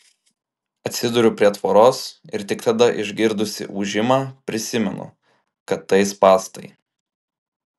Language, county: Lithuanian, Klaipėda